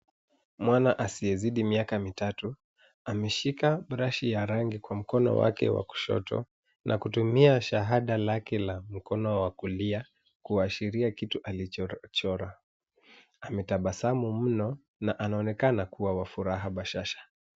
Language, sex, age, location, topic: Swahili, male, 25-35, Nairobi, education